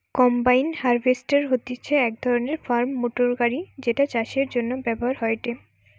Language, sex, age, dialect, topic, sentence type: Bengali, female, 18-24, Western, agriculture, statement